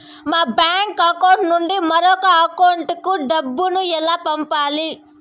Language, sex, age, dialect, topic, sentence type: Telugu, female, 25-30, Southern, banking, question